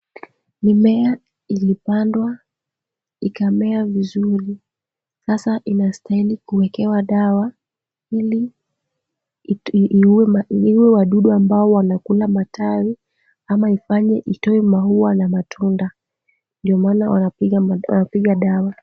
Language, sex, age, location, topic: Swahili, female, 18-24, Kisumu, health